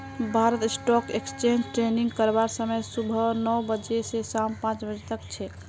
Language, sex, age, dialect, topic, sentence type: Magahi, female, 60-100, Northeastern/Surjapuri, banking, statement